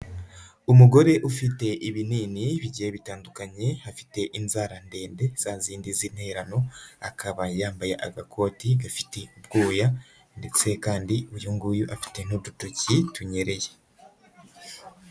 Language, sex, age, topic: Kinyarwanda, female, 18-24, health